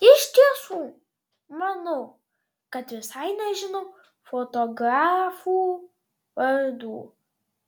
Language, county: Lithuanian, Vilnius